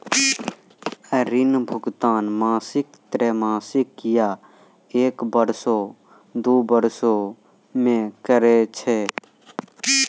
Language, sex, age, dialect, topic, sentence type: Maithili, male, 18-24, Angika, banking, statement